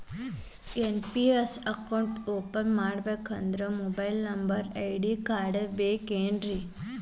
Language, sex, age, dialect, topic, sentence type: Kannada, male, 18-24, Dharwad Kannada, banking, statement